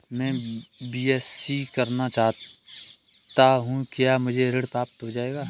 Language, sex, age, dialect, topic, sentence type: Hindi, male, 25-30, Kanauji Braj Bhasha, banking, question